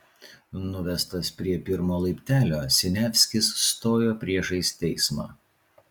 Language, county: Lithuanian, Vilnius